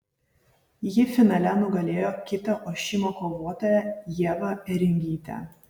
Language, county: Lithuanian, Vilnius